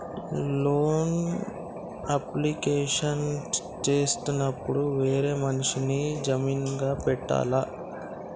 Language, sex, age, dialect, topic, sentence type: Telugu, male, 60-100, Telangana, banking, question